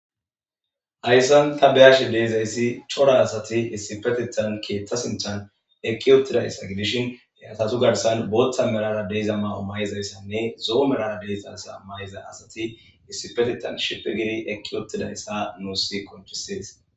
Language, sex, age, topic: Gamo, male, 25-35, government